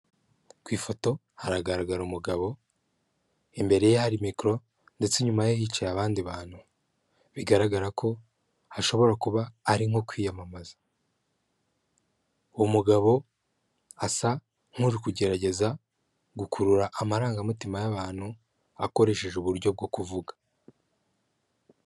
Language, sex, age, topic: Kinyarwanda, male, 25-35, government